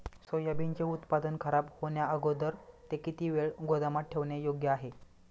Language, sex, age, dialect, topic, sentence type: Marathi, male, 25-30, Standard Marathi, agriculture, question